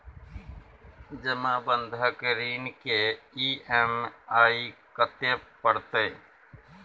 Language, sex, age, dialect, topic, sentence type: Maithili, male, 41-45, Bajjika, banking, question